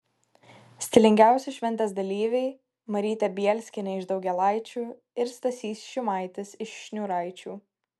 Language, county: Lithuanian, Kaunas